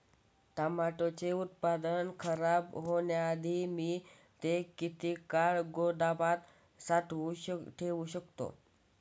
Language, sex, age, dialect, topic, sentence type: Marathi, male, <18, Standard Marathi, agriculture, question